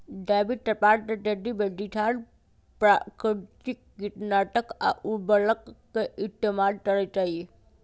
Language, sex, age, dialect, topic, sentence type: Magahi, male, 25-30, Western, agriculture, statement